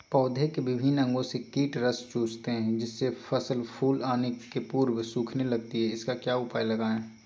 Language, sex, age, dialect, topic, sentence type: Magahi, male, 18-24, Western, agriculture, question